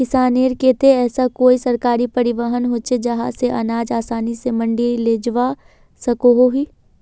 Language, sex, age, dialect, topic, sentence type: Magahi, female, 36-40, Northeastern/Surjapuri, agriculture, question